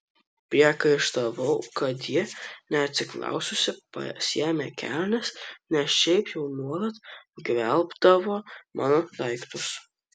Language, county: Lithuanian, Kaunas